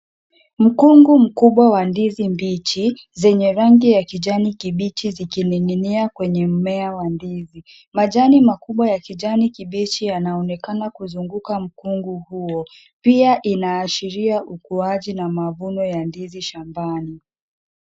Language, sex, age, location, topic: Swahili, female, 50+, Kisumu, agriculture